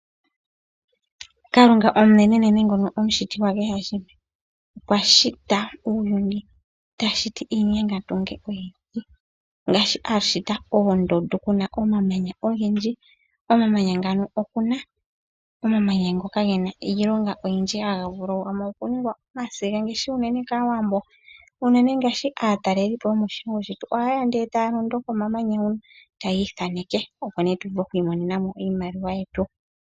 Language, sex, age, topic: Oshiwambo, female, 25-35, agriculture